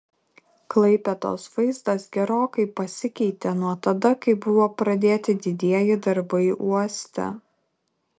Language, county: Lithuanian, Kaunas